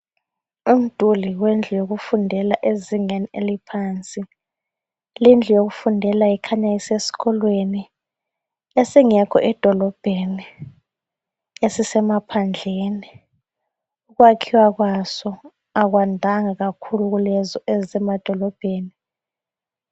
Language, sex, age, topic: North Ndebele, female, 25-35, education